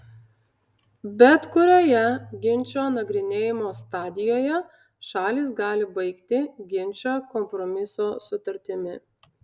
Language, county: Lithuanian, Utena